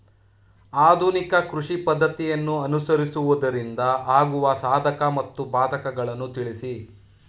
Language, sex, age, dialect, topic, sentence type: Kannada, male, 31-35, Mysore Kannada, agriculture, question